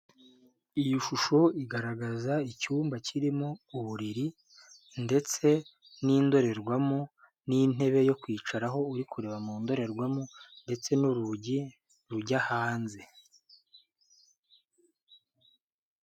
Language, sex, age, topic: Kinyarwanda, male, 18-24, finance